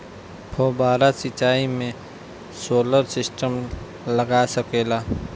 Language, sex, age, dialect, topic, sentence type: Bhojpuri, male, 60-100, Northern, agriculture, question